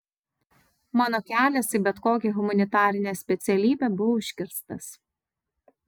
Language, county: Lithuanian, Vilnius